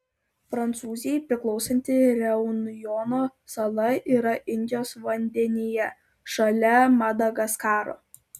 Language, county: Lithuanian, Klaipėda